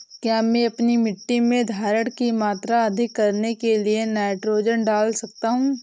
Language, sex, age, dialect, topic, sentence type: Hindi, female, 18-24, Awadhi Bundeli, agriculture, question